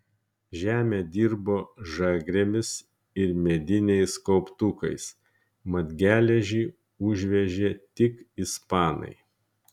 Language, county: Lithuanian, Kaunas